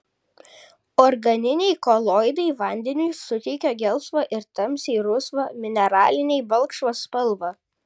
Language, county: Lithuanian, Kaunas